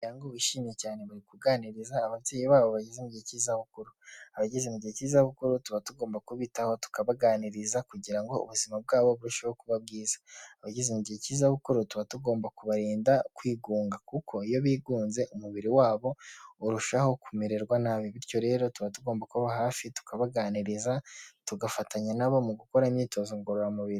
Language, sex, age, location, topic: Kinyarwanda, male, 18-24, Huye, health